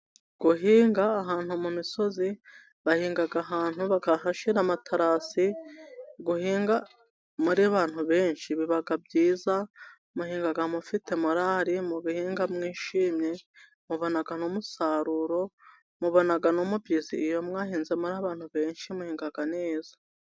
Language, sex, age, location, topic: Kinyarwanda, female, 36-49, Musanze, agriculture